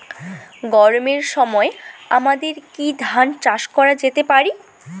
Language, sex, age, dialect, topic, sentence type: Bengali, female, 18-24, Rajbangshi, agriculture, question